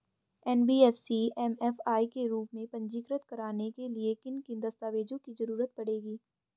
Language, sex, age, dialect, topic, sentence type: Hindi, female, 25-30, Hindustani Malvi Khadi Boli, banking, question